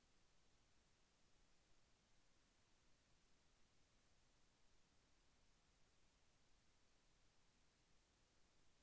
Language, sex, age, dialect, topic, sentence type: Telugu, male, 25-30, Central/Coastal, agriculture, question